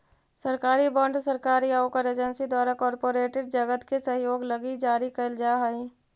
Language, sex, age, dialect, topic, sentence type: Magahi, female, 18-24, Central/Standard, banking, statement